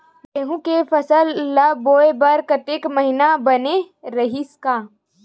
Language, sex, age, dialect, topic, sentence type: Chhattisgarhi, female, 18-24, Western/Budati/Khatahi, agriculture, question